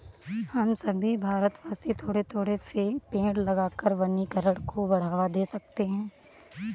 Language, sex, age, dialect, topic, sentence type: Hindi, female, 18-24, Awadhi Bundeli, agriculture, statement